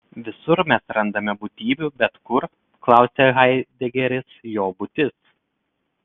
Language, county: Lithuanian, Telšiai